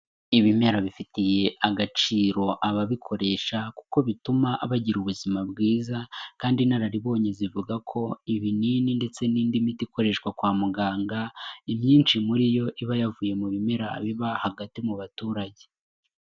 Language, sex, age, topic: Kinyarwanda, male, 18-24, health